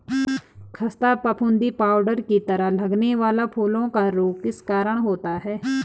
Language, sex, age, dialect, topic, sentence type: Hindi, female, 31-35, Garhwali, agriculture, statement